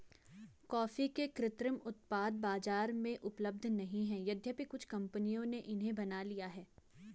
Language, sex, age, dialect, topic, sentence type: Hindi, female, 25-30, Garhwali, agriculture, statement